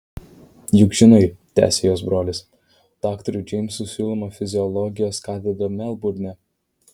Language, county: Lithuanian, Vilnius